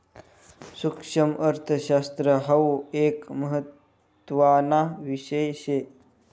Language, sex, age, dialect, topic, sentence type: Marathi, male, 31-35, Northern Konkan, banking, statement